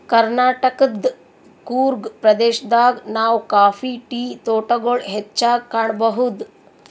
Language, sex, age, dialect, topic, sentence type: Kannada, female, 60-100, Northeastern, agriculture, statement